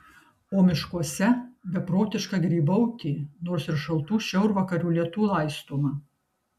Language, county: Lithuanian, Kaunas